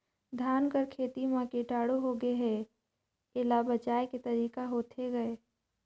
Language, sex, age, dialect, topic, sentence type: Chhattisgarhi, female, 25-30, Northern/Bhandar, agriculture, question